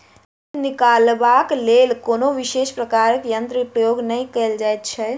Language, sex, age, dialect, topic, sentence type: Maithili, female, 41-45, Southern/Standard, agriculture, statement